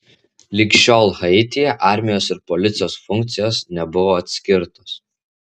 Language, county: Lithuanian, Vilnius